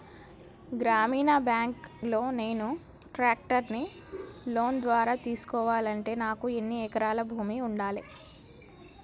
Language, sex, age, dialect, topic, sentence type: Telugu, female, 25-30, Telangana, agriculture, question